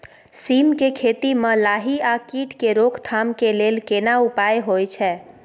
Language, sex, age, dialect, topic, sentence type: Maithili, female, 18-24, Bajjika, agriculture, question